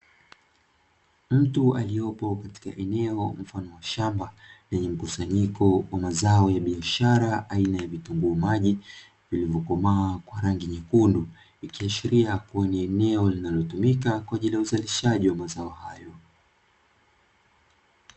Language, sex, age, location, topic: Swahili, male, 25-35, Dar es Salaam, agriculture